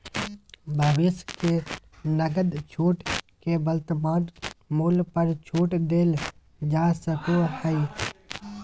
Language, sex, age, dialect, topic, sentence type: Magahi, male, 18-24, Southern, banking, statement